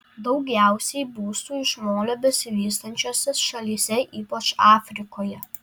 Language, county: Lithuanian, Alytus